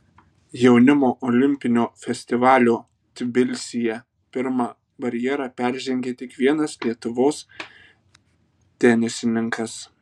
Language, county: Lithuanian, Tauragė